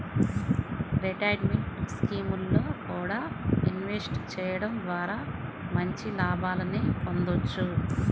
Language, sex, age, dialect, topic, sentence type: Telugu, male, 18-24, Central/Coastal, banking, statement